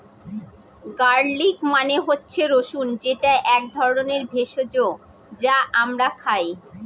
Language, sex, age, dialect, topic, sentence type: Bengali, female, 36-40, Northern/Varendri, agriculture, statement